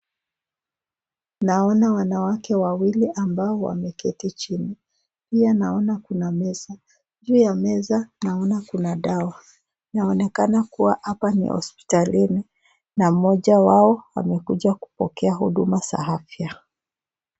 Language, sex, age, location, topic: Swahili, female, 25-35, Nakuru, health